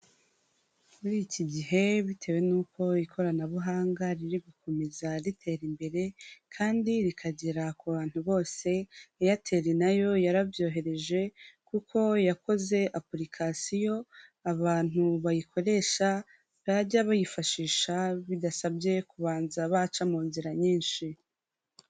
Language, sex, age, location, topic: Kinyarwanda, female, 18-24, Huye, finance